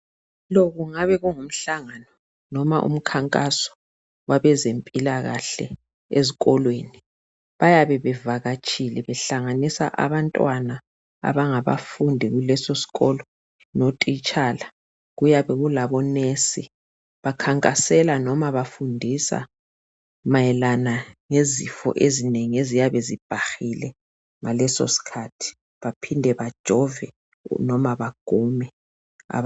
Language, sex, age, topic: North Ndebele, male, 36-49, health